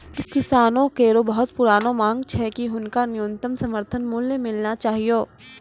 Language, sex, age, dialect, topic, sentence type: Maithili, female, 18-24, Angika, agriculture, statement